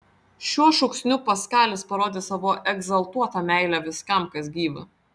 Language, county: Lithuanian, Vilnius